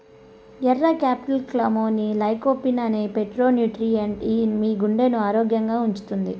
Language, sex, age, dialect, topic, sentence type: Telugu, male, 31-35, Southern, agriculture, statement